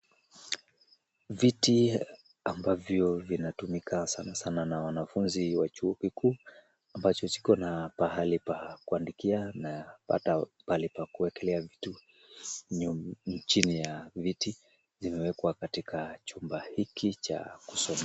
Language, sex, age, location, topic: Swahili, male, 36-49, Kisumu, education